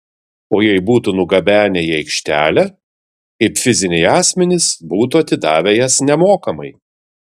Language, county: Lithuanian, Vilnius